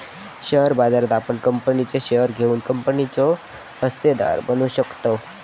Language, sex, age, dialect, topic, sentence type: Marathi, male, 31-35, Southern Konkan, banking, statement